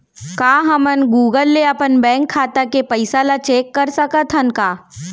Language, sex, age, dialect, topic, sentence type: Chhattisgarhi, female, 60-100, Central, banking, question